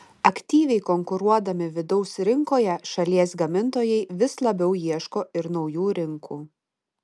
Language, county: Lithuanian, Utena